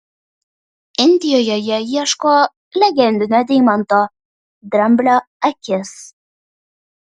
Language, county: Lithuanian, Vilnius